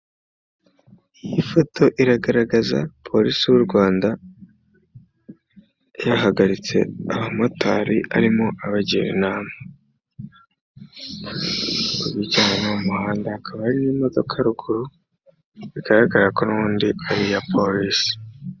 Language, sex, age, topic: Kinyarwanda, male, 25-35, government